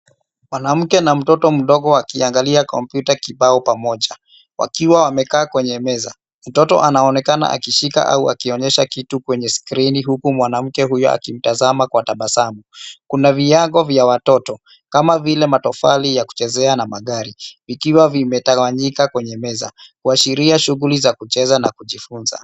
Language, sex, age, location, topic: Swahili, male, 25-35, Nairobi, education